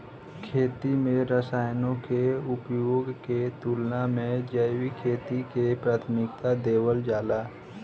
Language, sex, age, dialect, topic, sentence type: Bhojpuri, female, 18-24, Southern / Standard, agriculture, statement